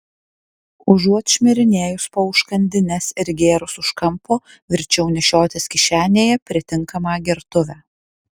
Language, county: Lithuanian, Alytus